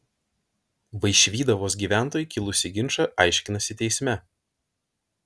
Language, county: Lithuanian, Vilnius